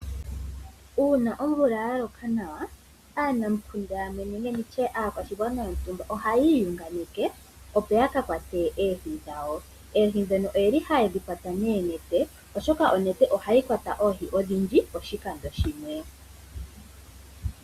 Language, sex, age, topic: Oshiwambo, female, 18-24, agriculture